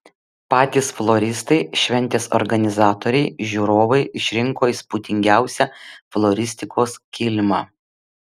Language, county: Lithuanian, Vilnius